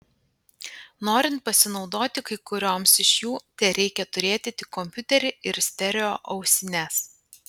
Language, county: Lithuanian, Panevėžys